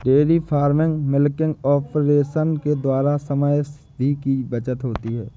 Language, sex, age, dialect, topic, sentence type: Hindi, male, 25-30, Awadhi Bundeli, agriculture, statement